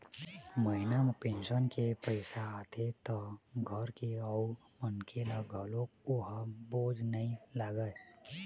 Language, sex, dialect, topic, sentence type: Chhattisgarhi, male, Eastern, banking, statement